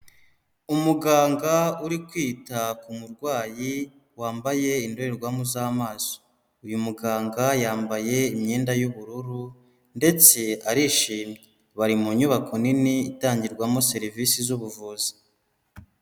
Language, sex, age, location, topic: Kinyarwanda, male, 25-35, Huye, health